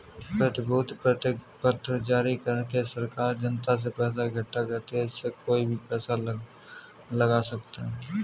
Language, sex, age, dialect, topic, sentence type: Hindi, male, 18-24, Kanauji Braj Bhasha, banking, statement